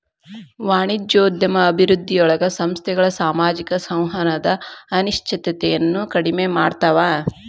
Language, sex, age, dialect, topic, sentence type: Kannada, female, 25-30, Dharwad Kannada, banking, statement